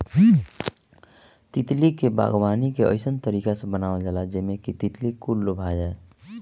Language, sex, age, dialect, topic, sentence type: Bhojpuri, male, 25-30, Northern, agriculture, statement